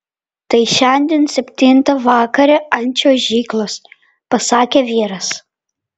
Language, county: Lithuanian, Vilnius